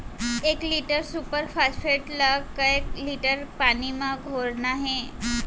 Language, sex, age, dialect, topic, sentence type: Chhattisgarhi, female, 18-24, Central, agriculture, question